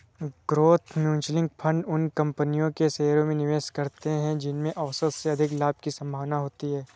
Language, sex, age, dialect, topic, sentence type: Hindi, male, 25-30, Awadhi Bundeli, banking, statement